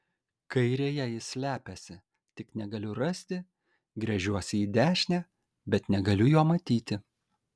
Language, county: Lithuanian, Kaunas